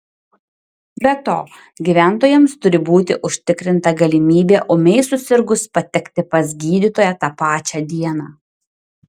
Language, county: Lithuanian, Klaipėda